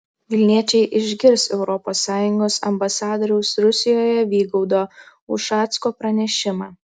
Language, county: Lithuanian, Klaipėda